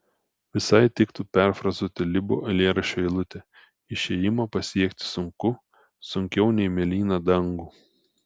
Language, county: Lithuanian, Telšiai